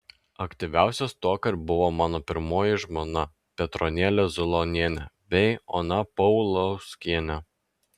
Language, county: Lithuanian, Klaipėda